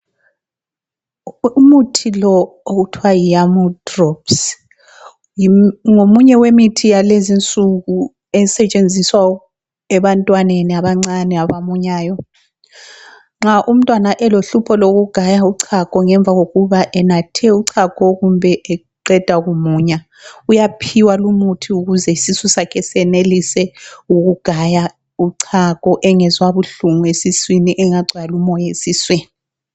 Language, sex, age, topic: North Ndebele, female, 36-49, health